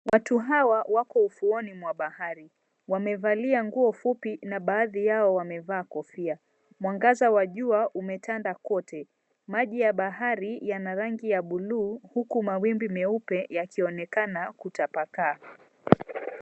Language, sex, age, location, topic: Swahili, female, 25-35, Mombasa, government